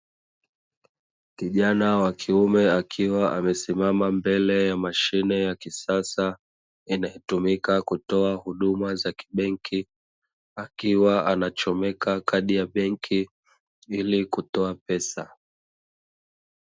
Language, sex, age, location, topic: Swahili, male, 25-35, Dar es Salaam, finance